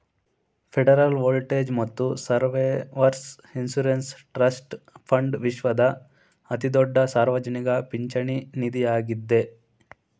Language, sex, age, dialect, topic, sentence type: Kannada, male, 18-24, Mysore Kannada, banking, statement